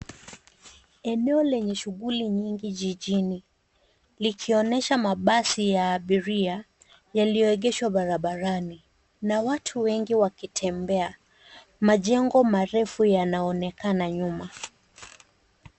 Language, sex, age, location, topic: Swahili, female, 18-24, Nairobi, government